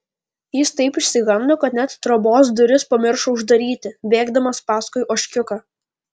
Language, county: Lithuanian, Vilnius